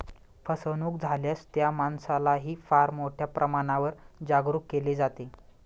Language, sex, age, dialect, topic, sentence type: Marathi, male, 18-24, Standard Marathi, banking, statement